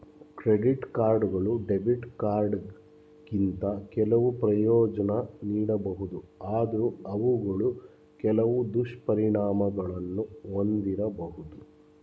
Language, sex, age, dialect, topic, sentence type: Kannada, male, 31-35, Mysore Kannada, banking, statement